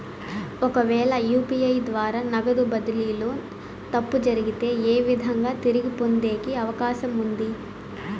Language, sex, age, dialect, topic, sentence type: Telugu, female, 18-24, Southern, banking, question